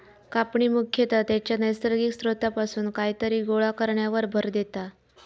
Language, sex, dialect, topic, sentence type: Marathi, female, Southern Konkan, agriculture, statement